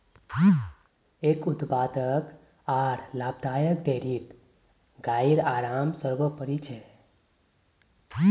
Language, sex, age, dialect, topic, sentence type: Magahi, male, 18-24, Northeastern/Surjapuri, agriculture, statement